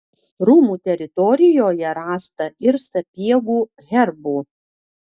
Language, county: Lithuanian, Utena